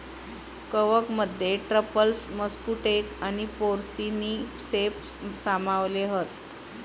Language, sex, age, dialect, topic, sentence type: Marathi, female, 56-60, Southern Konkan, agriculture, statement